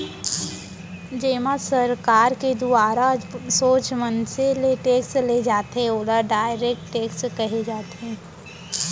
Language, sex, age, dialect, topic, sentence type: Chhattisgarhi, male, 60-100, Central, banking, statement